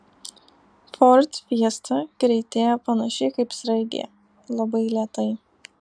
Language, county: Lithuanian, Alytus